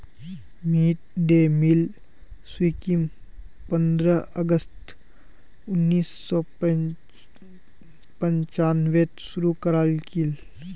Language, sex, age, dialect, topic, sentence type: Magahi, male, 18-24, Northeastern/Surjapuri, agriculture, statement